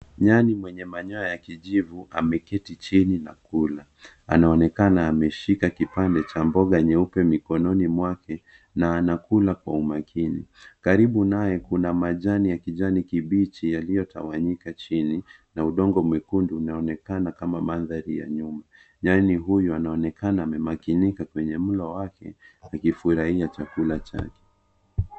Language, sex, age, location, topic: Swahili, male, 25-35, Nairobi, government